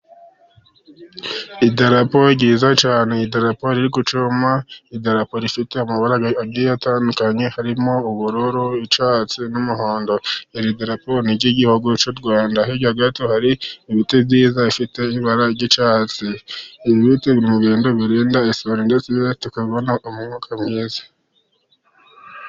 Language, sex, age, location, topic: Kinyarwanda, male, 50+, Musanze, government